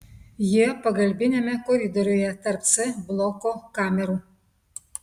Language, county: Lithuanian, Telšiai